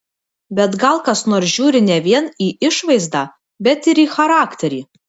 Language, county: Lithuanian, Vilnius